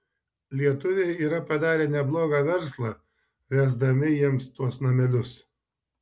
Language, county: Lithuanian, Šiauliai